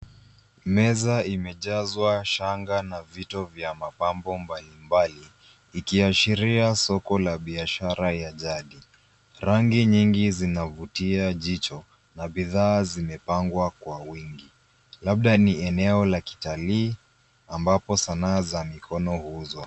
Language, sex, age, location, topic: Swahili, male, 25-35, Nairobi, finance